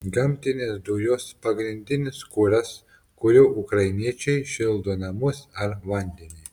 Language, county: Lithuanian, Telšiai